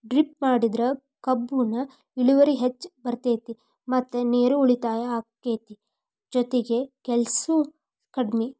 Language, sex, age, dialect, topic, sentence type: Kannada, female, 18-24, Dharwad Kannada, agriculture, statement